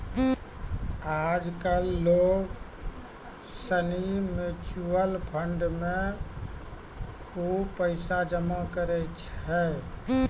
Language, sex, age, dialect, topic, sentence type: Maithili, male, 36-40, Angika, banking, statement